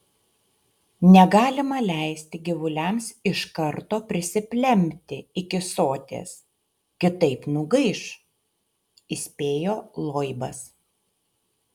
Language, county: Lithuanian, Utena